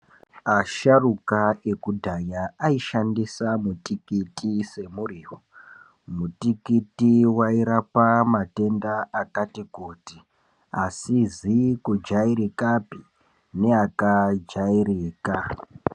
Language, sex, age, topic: Ndau, male, 18-24, health